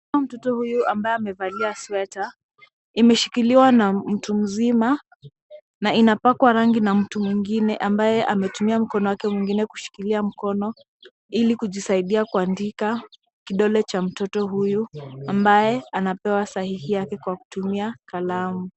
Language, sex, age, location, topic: Swahili, female, 18-24, Kisumu, health